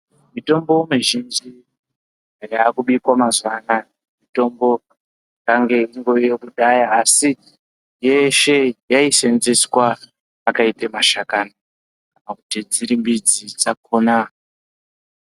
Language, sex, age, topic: Ndau, male, 25-35, health